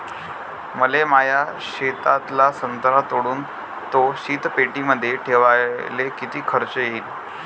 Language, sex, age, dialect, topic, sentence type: Marathi, male, 25-30, Varhadi, agriculture, question